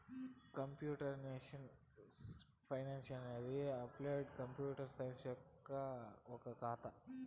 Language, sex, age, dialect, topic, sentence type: Telugu, male, 18-24, Southern, banking, statement